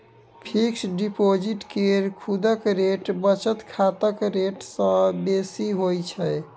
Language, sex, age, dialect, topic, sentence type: Maithili, male, 18-24, Bajjika, banking, statement